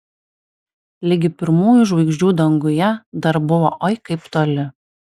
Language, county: Lithuanian, Alytus